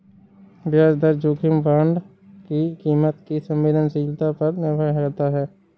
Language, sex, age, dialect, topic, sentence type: Hindi, male, 60-100, Awadhi Bundeli, banking, statement